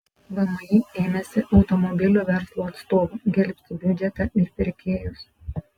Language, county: Lithuanian, Panevėžys